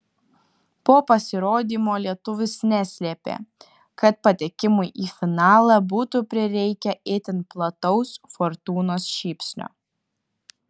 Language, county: Lithuanian, Kaunas